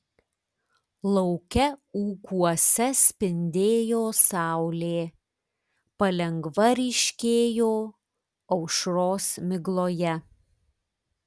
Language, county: Lithuanian, Klaipėda